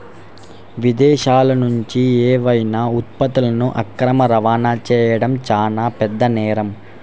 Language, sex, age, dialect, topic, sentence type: Telugu, male, 51-55, Central/Coastal, banking, statement